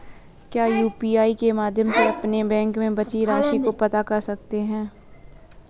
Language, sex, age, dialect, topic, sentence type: Hindi, female, 25-30, Kanauji Braj Bhasha, banking, question